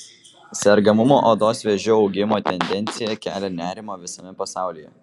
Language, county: Lithuanian, Vilnius